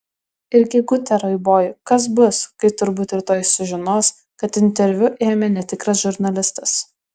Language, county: Lithuanian, Vilnius